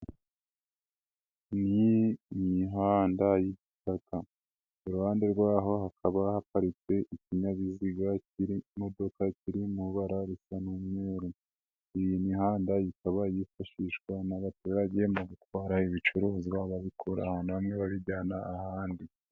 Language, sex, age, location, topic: Kinyarwanda, male, 18-24, Nyagatare, government